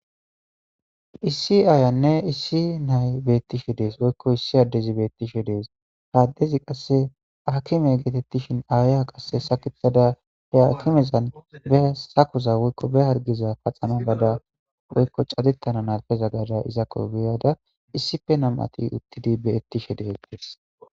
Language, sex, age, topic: Gamo, male, 18-24, government